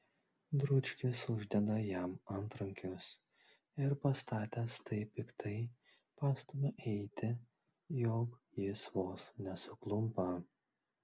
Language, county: Lithuanian, Klaipėda